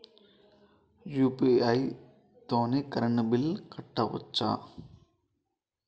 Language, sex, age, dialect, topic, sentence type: Telugu, male, 25-30, Telangana, banking, question